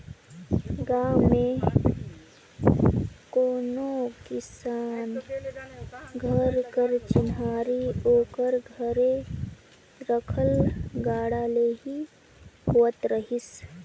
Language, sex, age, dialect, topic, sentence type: Chhattisgarhi, female, 18-24, Northern/Bhandar, agriculture, statement